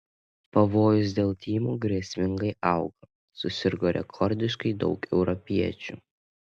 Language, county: Lithuanian, Panevėžys